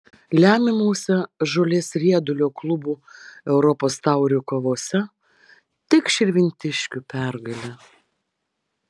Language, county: Lithuanian, Vilnius